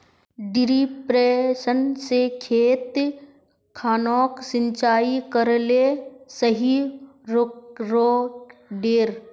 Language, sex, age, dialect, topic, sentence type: Magahi, female, 31-35, Northeastern/Surjapuri, agriculture, question